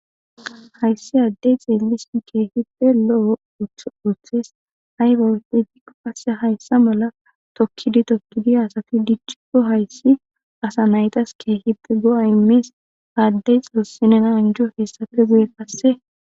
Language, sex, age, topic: Gamo, female, 18-24, government